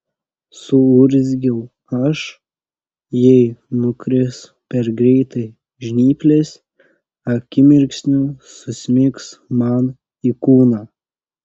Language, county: Lithuanian, Panevėžys